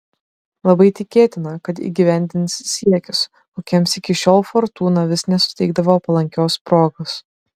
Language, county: Lithuanian, Šiauliai